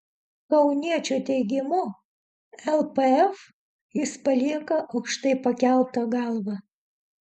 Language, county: Lithuanian, Utena